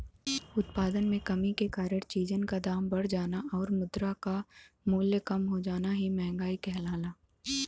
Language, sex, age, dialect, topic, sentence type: Bhojpuri, female, 18-24, Western, banking, statement